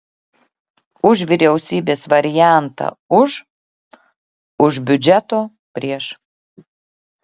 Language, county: Lithuanian, Klaipėda